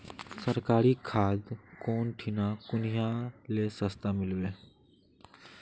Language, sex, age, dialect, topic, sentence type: Magahi, male, 18-24, Northeastern/Surjapuri, agriculture, question